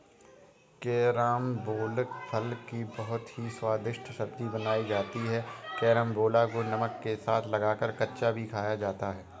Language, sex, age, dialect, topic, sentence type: Hindi, male, 18-24, Awadhi Bundeli, agriculture, statement